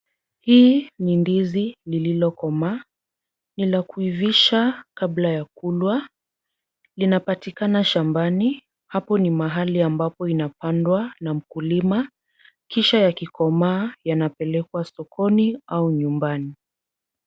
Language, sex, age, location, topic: Swahili, female, 50+, Kisumu, agriculture